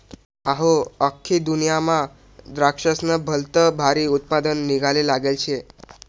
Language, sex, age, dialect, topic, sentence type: Marathi, male, 18-24, Northern Konkan, agriculture, statement